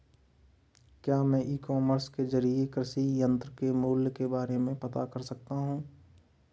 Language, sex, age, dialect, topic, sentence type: Hindi, male, 31-35, Marwari Dhudhari, agriculture, question